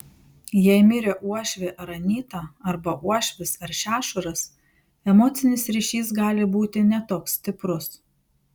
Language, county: Lithuanian, Panevėžys